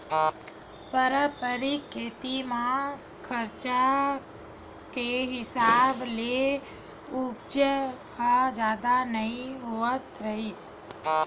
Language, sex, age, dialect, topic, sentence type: Chhattisgarhi, female, 46-50, Western/Budati/Khatahi, agriculture, statement